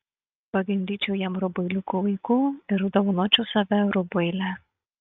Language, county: Lithuanian, Šiauliai